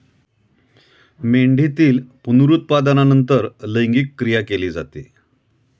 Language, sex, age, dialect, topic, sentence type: Marathi, male, 51-55, Standard Marathi, agriculture, statement